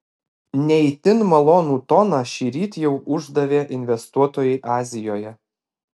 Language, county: Lithuanian, Alytus